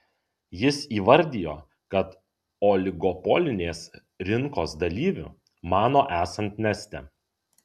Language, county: Lithuanian, Kaunas